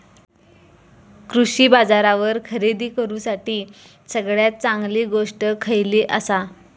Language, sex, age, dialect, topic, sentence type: Marathi, female, 25-30, Southern Konkan, agriculture, question